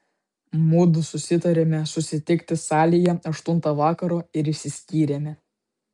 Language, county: Lithuanian, Vilnius